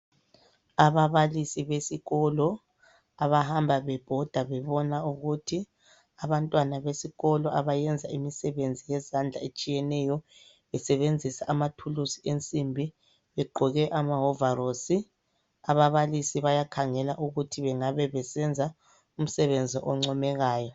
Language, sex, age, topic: North Ndebele, female, 25-35, education